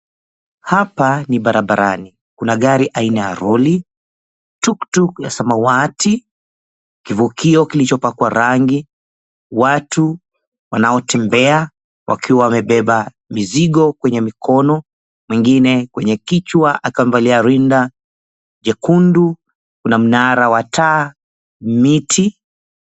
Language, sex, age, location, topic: Swahili, male, 36-49, Mombasa, government